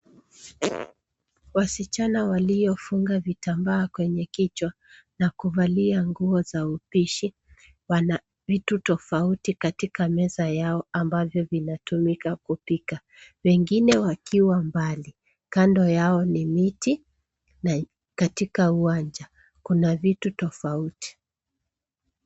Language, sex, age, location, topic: Swahili, female, 36-49, Nairobi, education